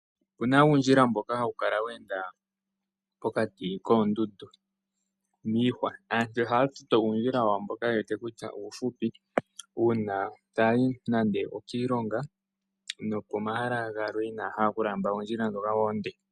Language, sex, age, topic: Oshiwambo, male, 18-24, agriculture